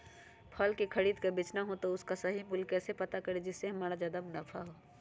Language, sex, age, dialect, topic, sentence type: Magahi, female, 31-35, Western, agriculture, question